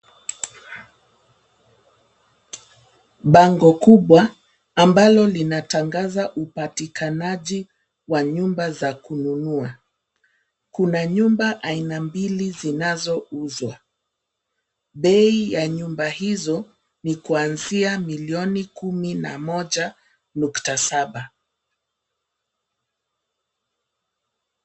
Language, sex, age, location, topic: Swahili, female, 50+, Nairobi, finance